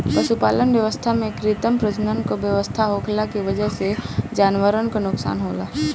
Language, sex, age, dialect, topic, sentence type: Bhojpuri, female, 18-24, Northern, agriculture, statement